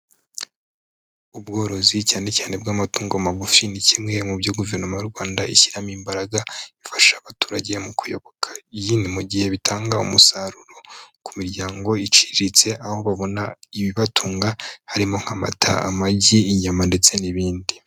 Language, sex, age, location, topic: Kinyarwanda, male, 18-24, Kigali, agriculture